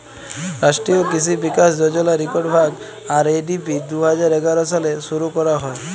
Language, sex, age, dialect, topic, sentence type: Bengali, male, 51-55, Jharkhandi, agriculture, statement